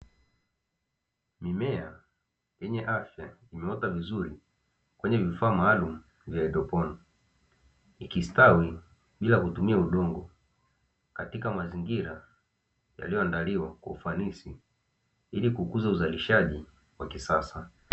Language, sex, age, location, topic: Swahili, male, 18-24, Dar es Salaam, agriculture